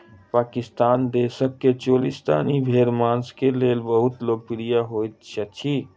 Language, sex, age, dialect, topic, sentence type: Maithili, male, 25-30, Southern/Standard, agriculture, statement